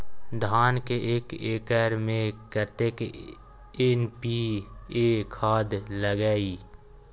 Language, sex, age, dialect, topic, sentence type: Maithili, male, 18-24, Bajjika, agriculture, question